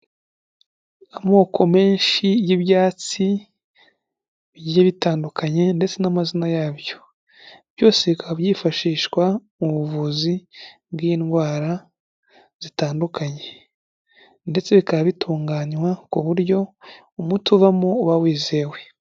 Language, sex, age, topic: Kinyarwanda, male, 18-24, health